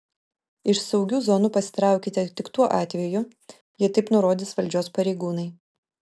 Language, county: Lithuanian, Vilnius